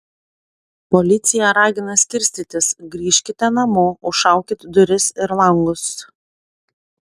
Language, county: Lithuanian, Panevėžys